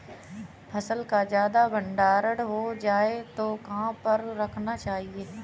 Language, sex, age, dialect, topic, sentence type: Hindi, female, 18-24, Kanauji Braj Bhasha, agriculture, question